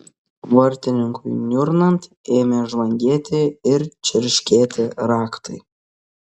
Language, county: Lithuanian, Kaunas